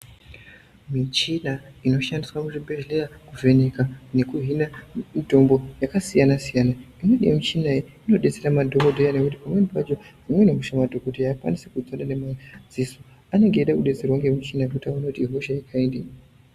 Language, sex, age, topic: Ndau, female, 18-24, health